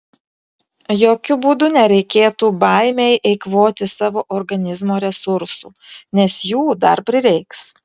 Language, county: Lithuanian, Vilnius